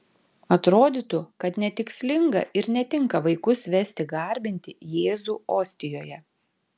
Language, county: Lithuanian, Panevėžys